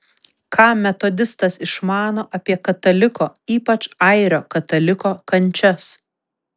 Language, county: Lithuanian, Vilnius